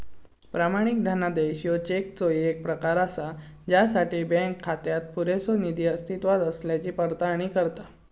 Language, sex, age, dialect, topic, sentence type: Marathi, male, 56-60, Southern Konkan, banking, statement